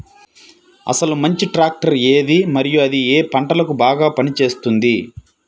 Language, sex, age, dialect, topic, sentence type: Telugu, male, 25-30, Central/Coastal, agriculture, question